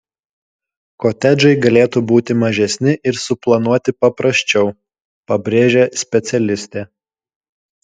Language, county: Lithuanian, Kaunas